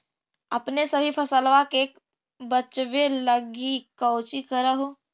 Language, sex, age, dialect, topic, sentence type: Magahi, female, 51-55, Central/Standard, agriculture, question